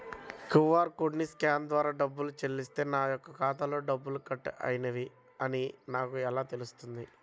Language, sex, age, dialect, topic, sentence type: Telugu, male, 25-30, Central/Coastal, banking, question